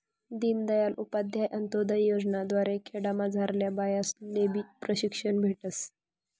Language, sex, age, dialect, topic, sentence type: Marathi, male, 18-24, Northern Konkan, banking, statement